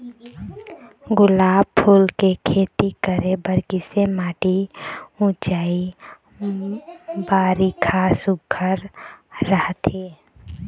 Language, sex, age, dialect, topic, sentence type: Chhattisgarhi, female, 18-24, Eastern, agriculture, question